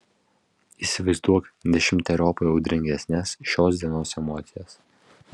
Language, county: Lithuanian, Vilnius